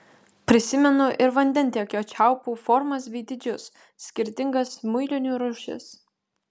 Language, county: Lithuanian, Vilnius